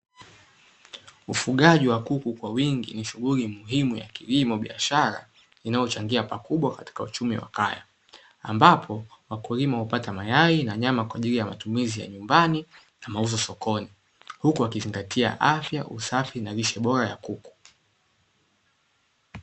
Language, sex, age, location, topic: Swahili, male, 18-24, Dar es Salaam, agriculture